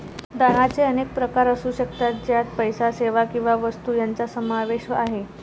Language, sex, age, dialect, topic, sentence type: Marathi, female, 18-24, Varhadi, banking, statement